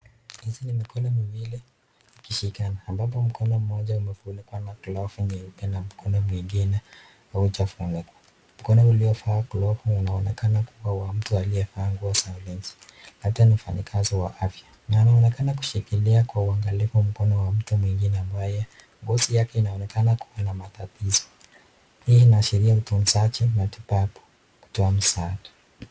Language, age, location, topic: Swahili, 36-49, Nakuru, health